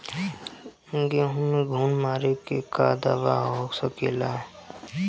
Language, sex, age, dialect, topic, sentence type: Bhojpuri, male, 18-24, Southern / Standard, agriculture, question